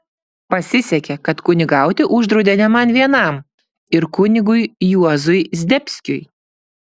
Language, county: Lithuanian, Klaipėda